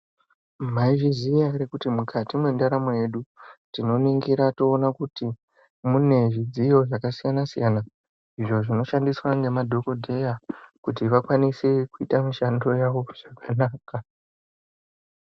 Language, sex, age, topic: Ndau, male, 18-24, health